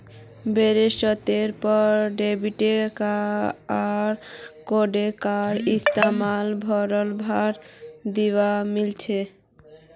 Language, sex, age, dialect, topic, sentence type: Magahi, female, 18-24, Northeastern/Surjapuri, banking, statement